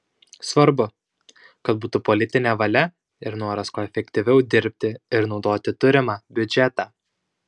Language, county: Lithuanian, Šiauliai